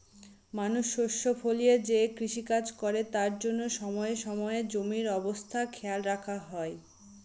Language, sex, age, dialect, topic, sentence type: Bengali, female, 18-24, Northern/Varendri, agriculture, statement